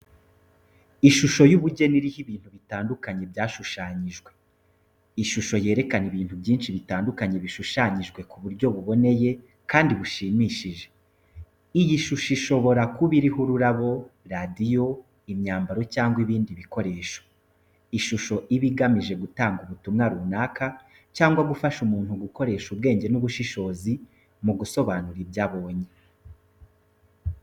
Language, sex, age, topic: Kinyarwanda, male, 25-35, education